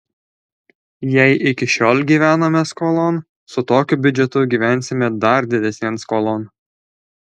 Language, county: Lithuanian, Alytus